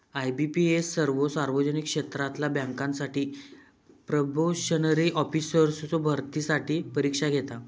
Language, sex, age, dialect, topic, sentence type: Marathi, male, 18-24, Southern Konkan, banking, statement